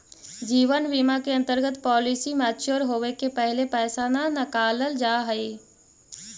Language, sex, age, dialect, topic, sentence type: Magahi, female, 18-24, Central/Standard, banking, statement